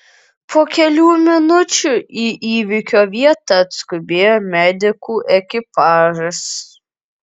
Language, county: Lithuanian, Kaunas